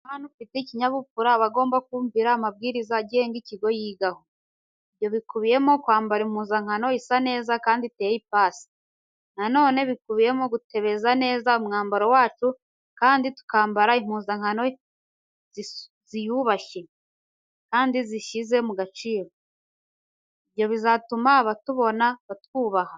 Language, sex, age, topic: Kinyarwanda, female, 18-24, education